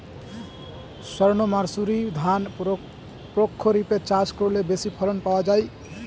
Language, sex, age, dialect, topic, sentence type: Bengali, male, 18-24, Northern/Varendri, agriculture, question